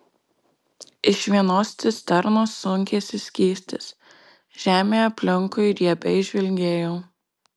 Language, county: Lithuanian, Marijampolė